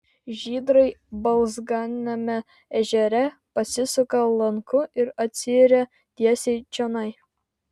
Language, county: Lithuanian, Vilnius